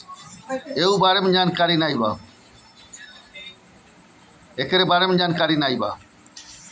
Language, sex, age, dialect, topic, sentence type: Bhojpuri, male, 51-55, Northern, banking, statement